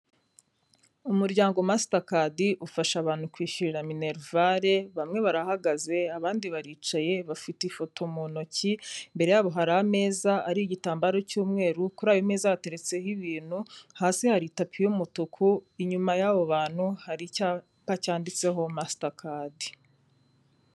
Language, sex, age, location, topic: Kinyarwanda, female, 25-35, Kigali, health